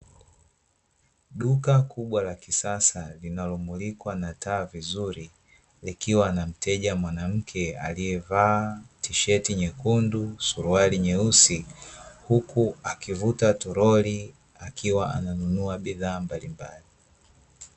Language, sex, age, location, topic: Swahili, male, 25-35, Dar es Salaam, finance